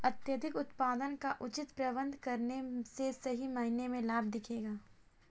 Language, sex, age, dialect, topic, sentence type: Hindi, female, 25-30, Kanauji Braj Bhasha, agriculture, statement